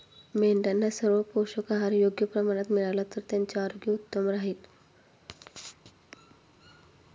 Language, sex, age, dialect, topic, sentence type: Marathi, female, 25-30, Standard Marathi, agriculture, statement